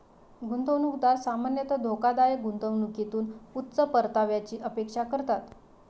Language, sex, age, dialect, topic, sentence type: Marathi, female, 56-60, Varhadi, banking, statement